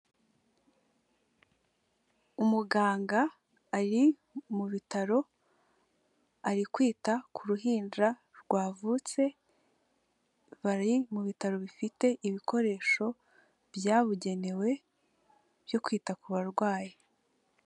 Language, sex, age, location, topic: Kinyarwanda, female, 18-24, Kigali, health